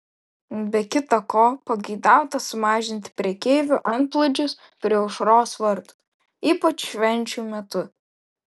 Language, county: Lithuanian, Vilnius